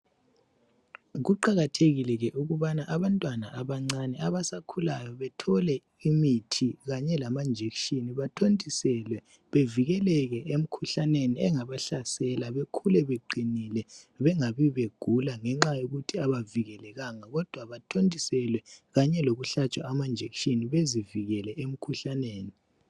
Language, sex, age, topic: North Ndebele, male, 18-24, health